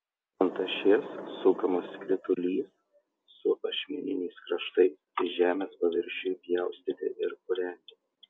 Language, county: Lithuanian, Utena